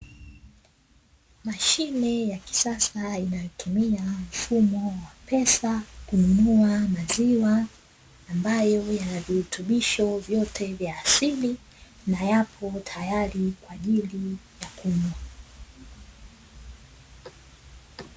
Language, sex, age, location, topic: Swahili, female, 25-35, Dar es Salaam, finance